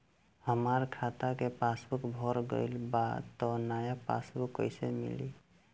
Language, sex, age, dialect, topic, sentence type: Bhojpuri, male, 18-24, Southern / Standard, banking, question